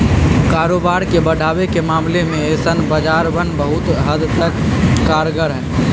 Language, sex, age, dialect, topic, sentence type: Magahi, male, 46-50, Western, banking, statement